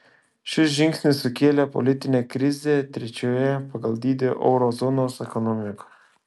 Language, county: Lithuanian, Šiauliai